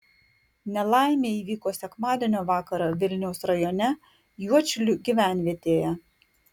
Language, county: Lithuanian, Klaipėda